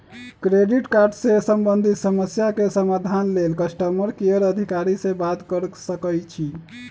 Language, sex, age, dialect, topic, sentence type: Magahi, male, 36-40, Western, banking, statement